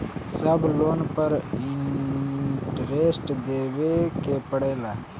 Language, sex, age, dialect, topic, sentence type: Bhojpuri, male, <18, Northern, banking, question